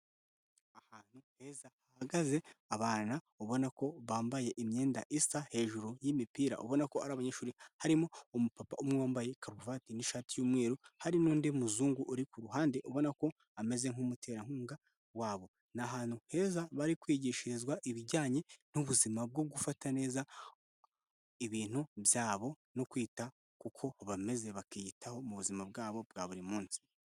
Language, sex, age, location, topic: Kinyarwanda, male, 18-24, Kigali, health